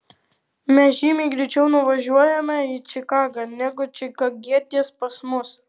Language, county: Lithuanian, Alytus